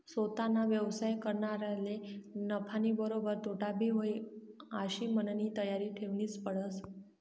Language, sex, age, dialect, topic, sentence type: Marathi, female, 18-24, Northern Konkan, banking, statement